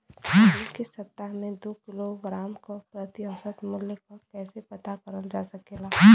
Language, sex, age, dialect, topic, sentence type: Bhojpuri, female, 18-24, Western, agriculture, question